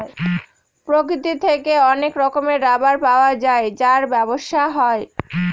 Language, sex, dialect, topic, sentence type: Bengali, female, Northern/Varendri, agriculture, statement